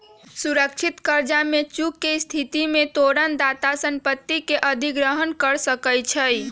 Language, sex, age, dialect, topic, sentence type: Magahi, female, 31-35, Western, banking, statement